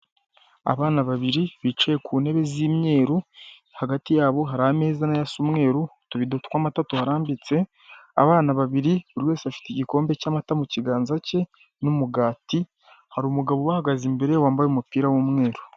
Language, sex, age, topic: Kinyarwanda, male, 18-24, finance